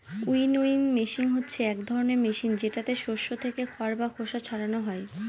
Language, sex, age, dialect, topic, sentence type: Bengali, female, 18-24, Northern/Varendri, agriculture, statement